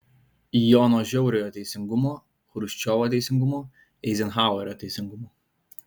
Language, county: Lithuanian, Alytus